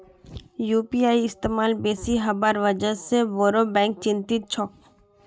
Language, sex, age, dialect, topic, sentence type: Magahi, female, 36-40, Northeastern/Surjapuri, banking, statement